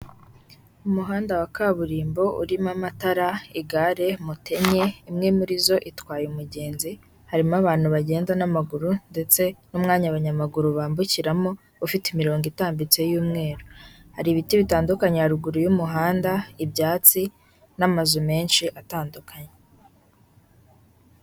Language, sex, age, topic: Kinyarwanda, female, 18-24, government